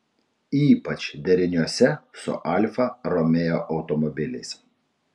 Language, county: Lithuanian, Utena